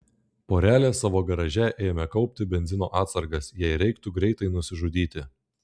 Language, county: Lithuanian, Klaipėda